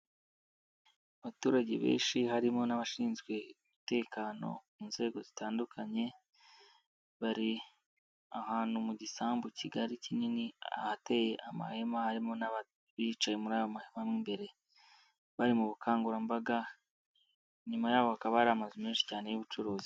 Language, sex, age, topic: Kinyarwanda, male, 18-24, health